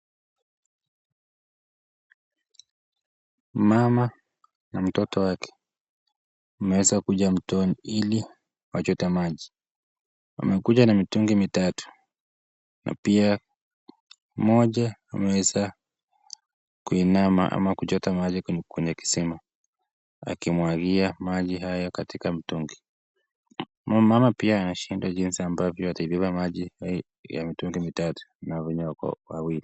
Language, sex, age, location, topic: Swahili, male, 18-24, Nakuru, health